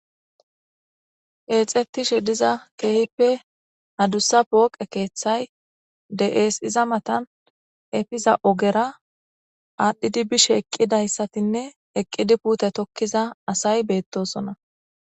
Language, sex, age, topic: Gamo, female, 25-35, government